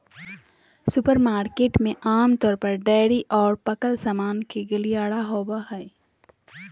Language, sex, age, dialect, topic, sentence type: Magahi, female, 31-35, Southern, agriculture, statement